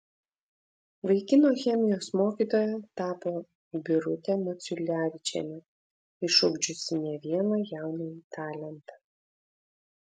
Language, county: Lithuanian, Vilnius